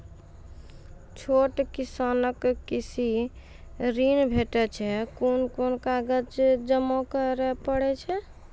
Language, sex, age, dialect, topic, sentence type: Maithili, female, 25-30, Angika, agriculture, question